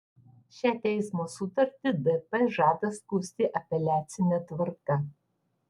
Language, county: Lithuanian, Vilnius